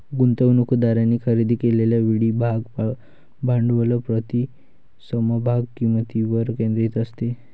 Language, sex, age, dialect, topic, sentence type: Marathi, male, 51-55, Varhadi, banking, statement